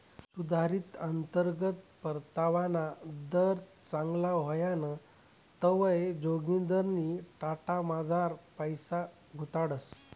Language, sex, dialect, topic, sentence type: Marathi, male, Northern Konkan, banking, statement